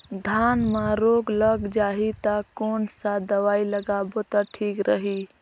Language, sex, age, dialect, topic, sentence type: Chhattisgarhi, female, 18-24, Northern/Bhandar, agriculture, question